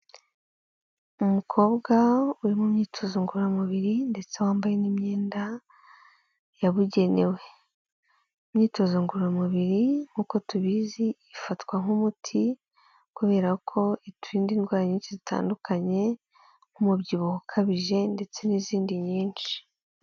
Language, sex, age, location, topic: Kinyarwanda, female, 18-24, Kigali, health